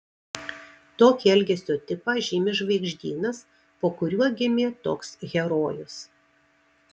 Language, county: Lithuanian, Marijampolė